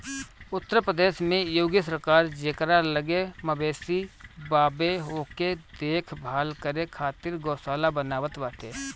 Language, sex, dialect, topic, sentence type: Bhojpuri, male, Northern, agriculture, statement